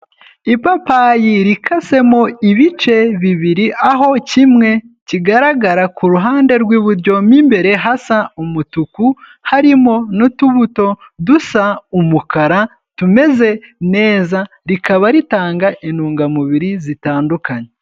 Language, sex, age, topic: Kinyarwanda, male, 18-24, health